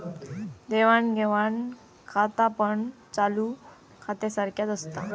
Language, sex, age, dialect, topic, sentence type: Marathi, female, 18-24, Southern Konkan, banking, statement